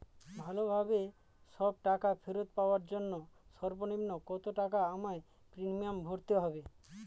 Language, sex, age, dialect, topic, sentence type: Bengali, male, 36-40, Northern/Varendri, banking, question